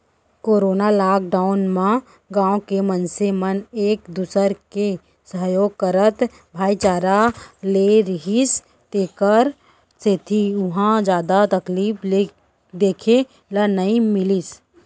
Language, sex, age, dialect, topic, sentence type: Chhattisgarhi, female, 25-30, Central, banking, statement